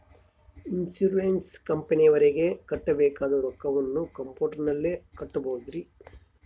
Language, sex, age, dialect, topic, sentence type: Kannada, male, 31-35, Central, banking, question